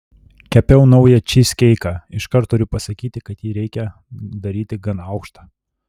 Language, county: Lithuanian, Telšiai